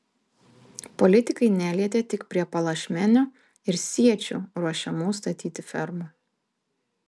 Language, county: Lithuanian, Vilnius